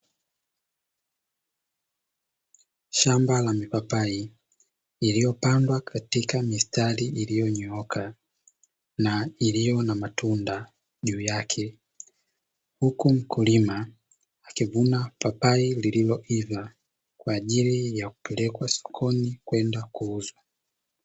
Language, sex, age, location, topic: Swahili, male, 18-24, Dar es Salaam, agriculture